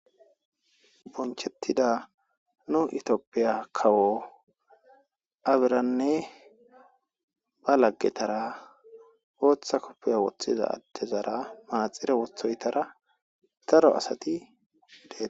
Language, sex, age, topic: Gamo, female, 18-24, agriculture